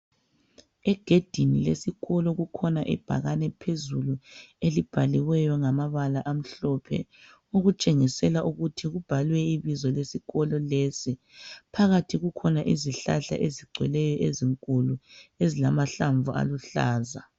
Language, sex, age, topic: North Ndebele, female, 36-49, education